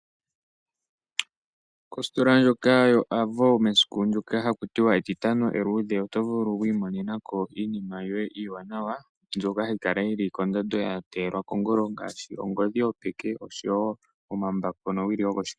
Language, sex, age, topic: Oshiwambo, female, 18-24, finance